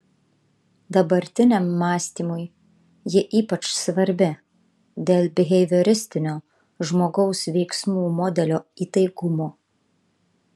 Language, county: Lithuanian, Kaunas